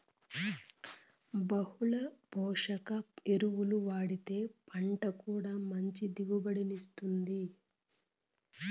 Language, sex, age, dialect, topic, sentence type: Telugu, female, 41-45, Southern, agriculture, statement